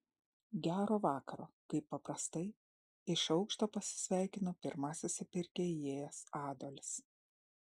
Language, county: Lithuanian, Šiauliai